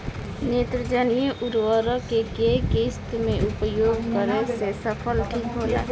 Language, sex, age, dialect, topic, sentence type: Bhojpuri, female, 18-24, Southern / Standard, agriculture, question